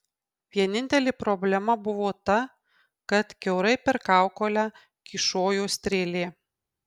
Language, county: Lithuanian, Kaunas